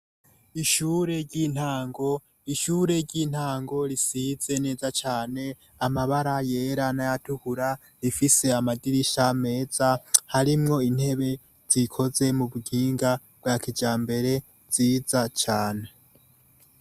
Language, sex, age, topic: Rundi, male, 18-24, education